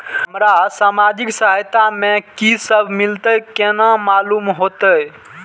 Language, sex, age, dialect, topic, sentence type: Maithili, male, 18-24, Eastern / Thethi, banking, question